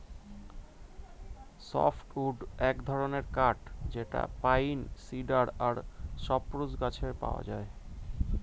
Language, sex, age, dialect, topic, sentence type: Bengali, male, 18-24, Standard Colloquial, agriculture, statement